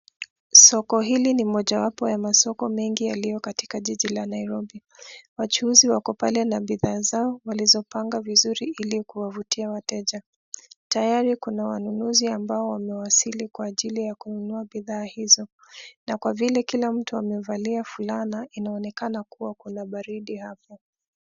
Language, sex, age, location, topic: Swahili, female, 36-49, Nairobi, finance